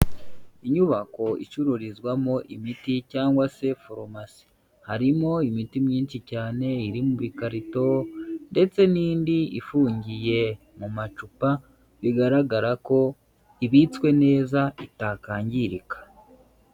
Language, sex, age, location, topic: Kinyarwanda, male, 25-35, Huye, health